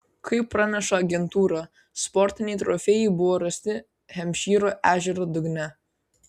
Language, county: Lithuanian, Kaunas